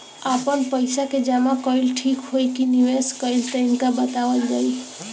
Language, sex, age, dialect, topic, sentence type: Bhojpuri, female, 18-24, Northern, banking, question